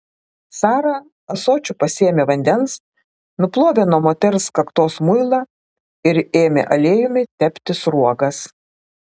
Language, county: Lithuanian, Klaipėda